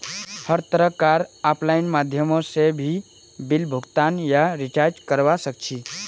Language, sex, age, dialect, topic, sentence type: Magahi, male, 18-24, Northeastern/Surjapuri, banking, statement